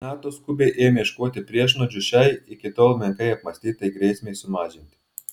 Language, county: Lithuanian, Telšiai